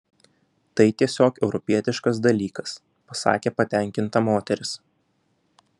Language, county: Lithuanian, Vilnius